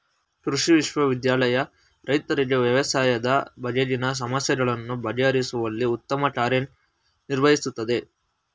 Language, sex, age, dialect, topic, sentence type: Kannada, male, 18-24, Mysore Kannada, agriculture, statement